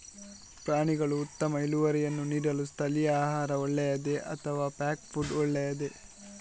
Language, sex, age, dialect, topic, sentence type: Kannada, male, 41-45, Coastal/Dakshin, agriculture, question